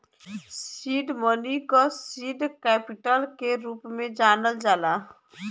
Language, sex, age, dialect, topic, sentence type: Bhojpuri, female, <18, Western, banking, statement